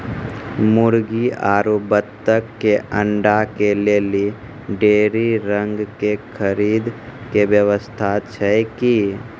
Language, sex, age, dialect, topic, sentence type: Maithili, male, 51-55, Angika, agriculture, question